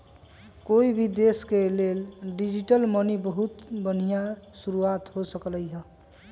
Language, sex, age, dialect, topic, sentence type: Magahi, male, 25-30, Western, banking, statement